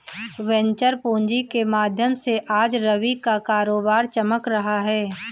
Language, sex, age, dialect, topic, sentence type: Hindi, female, 18-24, Marwari Dhudhari, banking, statement